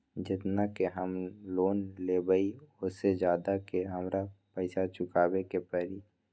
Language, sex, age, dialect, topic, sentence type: Magahi, male, 18-24, Western, banking, question